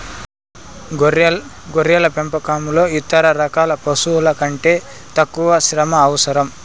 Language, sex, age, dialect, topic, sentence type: Telugu, male, 18-24, Southern, agriculture, statement